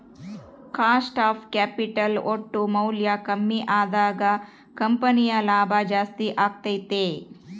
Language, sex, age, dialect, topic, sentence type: Kannada, female, 36-40, Central, banking, statement